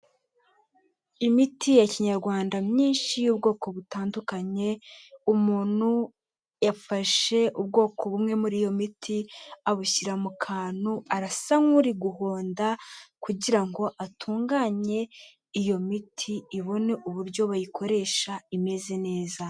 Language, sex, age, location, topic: Kinyarwanda, female, 18-24, Kigali, health